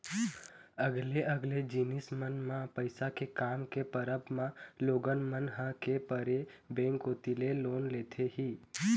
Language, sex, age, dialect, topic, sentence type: Chhattisgarhi, male, 18-24, Eastern, banking, statement